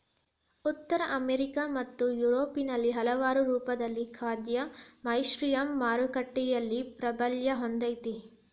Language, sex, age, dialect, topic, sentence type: Kannada, female, 18-24, Dharwad Kannada, agriculture, statement